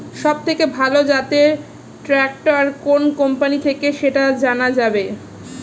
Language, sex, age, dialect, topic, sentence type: Bengali, female, 25-30, Standard Colloquial, agriculture, question